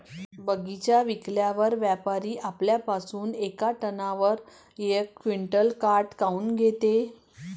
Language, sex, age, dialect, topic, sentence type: Marathi, female, 41-45, Varhadi, agriculture, question